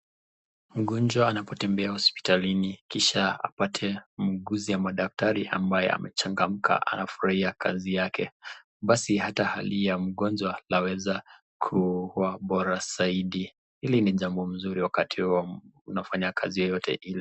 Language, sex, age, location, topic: Swahili, male, 25-35, Nakuru, health